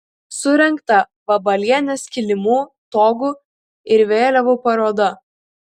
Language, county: Lithuanian, Kaunas